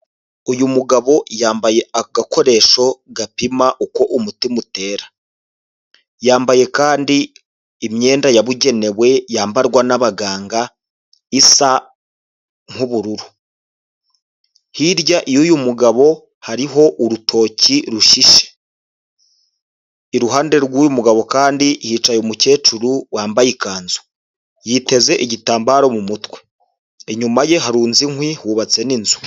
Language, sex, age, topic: Kinyarwanda, male, 25-35, health